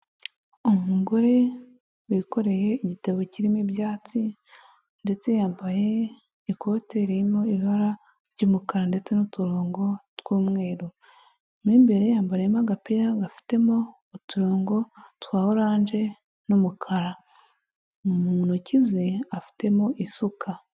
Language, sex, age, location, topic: Kinyarwanda, female, 18-24, Huye, health